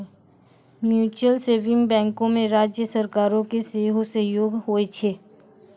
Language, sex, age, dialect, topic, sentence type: Maithili, female, 25-30, Angika, banking, statement